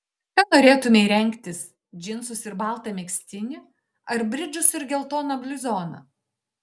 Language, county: Lithuanian, Šiauliai